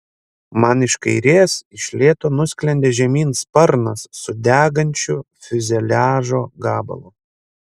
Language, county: Lithuanian, Panevėžys